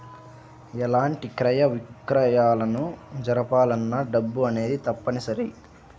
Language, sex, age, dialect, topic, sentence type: Telugu, male, 25-30, Central/Coastal, banking, statement